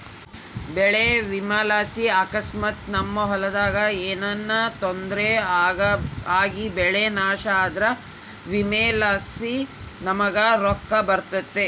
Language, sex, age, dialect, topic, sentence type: Kannada, male, 18-24, Central, banking, statement